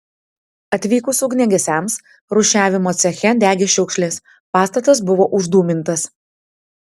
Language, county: Lithuanian, Tauragė